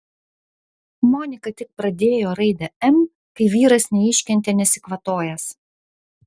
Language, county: Lithuanian, Vilnius